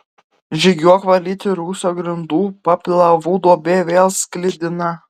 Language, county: Lithuanian, Vilnius